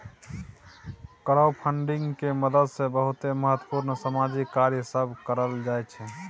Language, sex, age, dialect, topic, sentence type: Maithili, male, 18-24, Bajjika, banking, statement